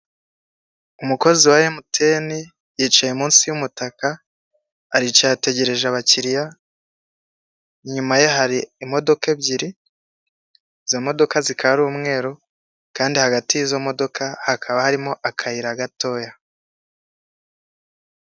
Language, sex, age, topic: Kinyarwanda, male, 18-24, government